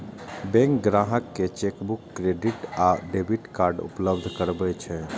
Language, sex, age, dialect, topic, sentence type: Maithili, male, 25-30, Eastern / Thethi, banking, statement